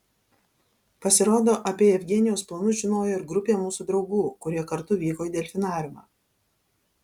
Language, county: Lithuanian, Alytus